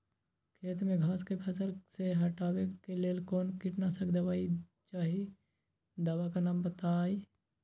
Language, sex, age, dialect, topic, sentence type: Magahi, male, 41-45, Western, agriculture, question